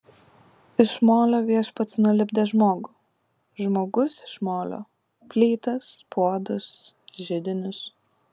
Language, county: Lithuanian, Klaipėda